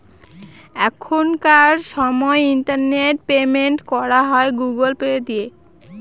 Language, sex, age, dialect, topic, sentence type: Bengali, female, 18-24, Northern/Varendri, banking, statement